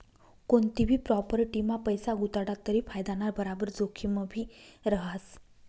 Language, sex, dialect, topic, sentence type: Marathi, female, Northern Konkan, banking, statement